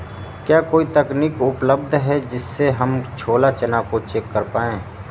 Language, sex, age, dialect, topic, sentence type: Hindi, male, 18-24, Awadhi Bundeli, agriculture, question